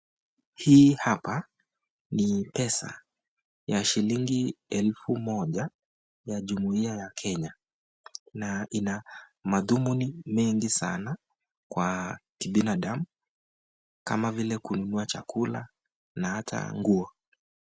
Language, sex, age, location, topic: Swahili, male, 25-35, Nakuru, finance